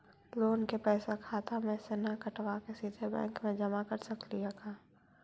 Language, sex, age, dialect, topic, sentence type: Magahi, female, 18-24, Central/Standard, banking, question